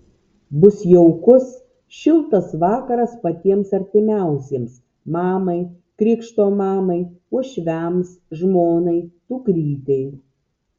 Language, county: Lithuanian, Tauragė